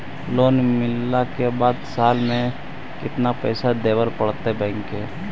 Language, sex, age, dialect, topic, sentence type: Magahi, male, 18-24, Central/Standard, banking, question